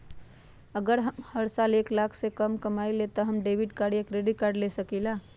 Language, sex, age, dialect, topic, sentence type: Magahi, female, 31-35, Western, banking, question